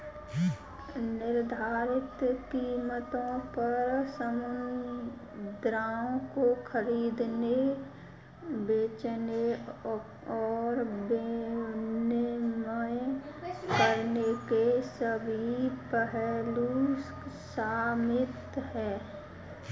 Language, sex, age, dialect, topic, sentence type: Hindi, female, 18-24, Kanauji Braj Bhasha, banking, statement